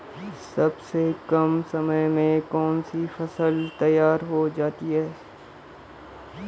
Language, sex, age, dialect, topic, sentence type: Hindi, male, 51-55, Garhwali, agriculture, question